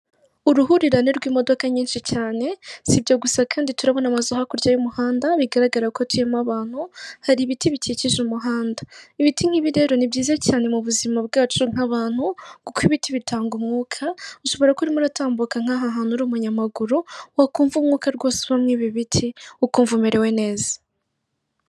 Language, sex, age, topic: Kinyarwanda, female, 36-49, government